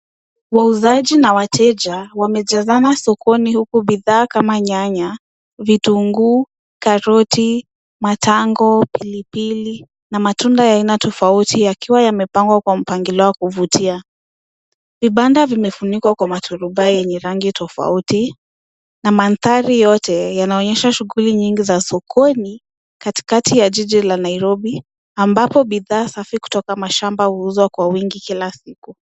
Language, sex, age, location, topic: Swahili, female, 18-24, Nairobi, agriculture